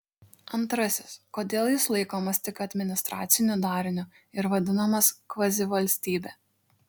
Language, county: Lithuanian, Šiauliai